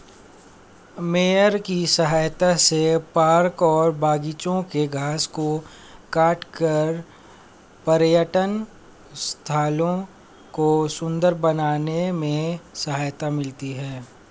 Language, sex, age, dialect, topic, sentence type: Hindi, male, 25-30, Hindustani Malvi Khadi Boli, agriculture, statement